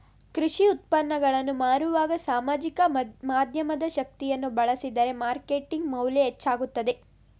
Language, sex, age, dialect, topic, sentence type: Kannada, female, 18-24, Coastal/Dakshin, agriculture, statement